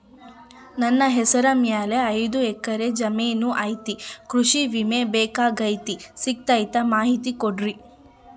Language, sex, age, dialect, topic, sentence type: Kannada, female, 31-35, Central, banking, question